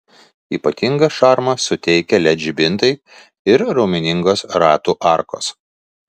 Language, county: Lithuanian, Vilnius